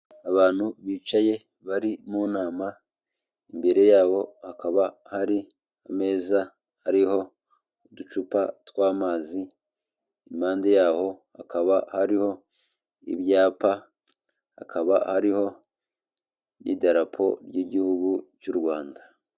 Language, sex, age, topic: Kinyarwanda, male, 25-35, government